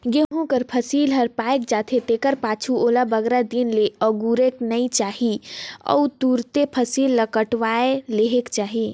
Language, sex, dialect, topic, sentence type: Chhattisgarhi, female, Northern/Bhandar, agriculture, statement